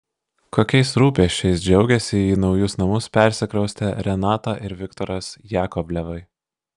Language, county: Lithuanian, Vilnius